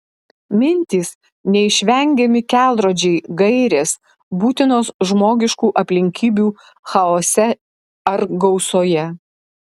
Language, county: Lithuanian, Alytus